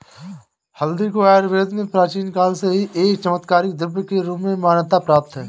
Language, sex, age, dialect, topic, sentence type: Hindi, male, 25-30, Awadhi Bundeli, agriculture, statement